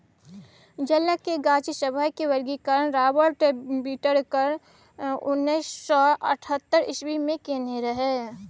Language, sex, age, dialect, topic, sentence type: Maithili, female, 25-30, Bajjika, agriculture, statement